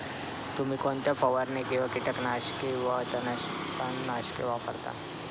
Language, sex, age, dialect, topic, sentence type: Marathi, male, 25-30, Standard Marathi, agriculture, question